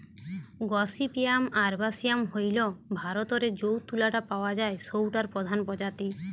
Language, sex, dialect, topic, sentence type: Bengali, female, Western, agriculture, statement